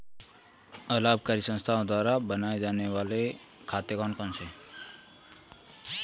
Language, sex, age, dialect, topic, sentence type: Hindi, male, 18-24, Marwari Dhudhari, banking, question